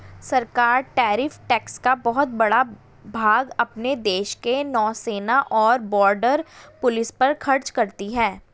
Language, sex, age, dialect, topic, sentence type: Hindi, female, 25-30, Hindustani Malvi Khadi Boli, banking, statement